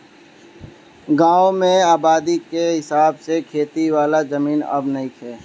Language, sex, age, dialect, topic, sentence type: Bhojpuri, male, 18-24, Northern, agriculture, statement